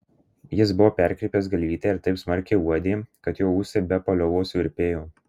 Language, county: Lithuanian, Marijampolė